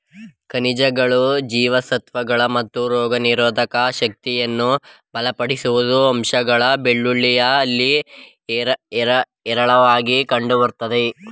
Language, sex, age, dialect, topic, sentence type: Kannada, male, 25-30, Mysore Kannada, agriculture, statement